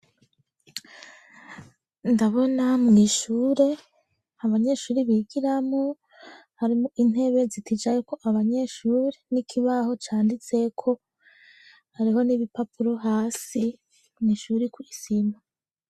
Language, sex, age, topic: Rundi, female, 18-24, education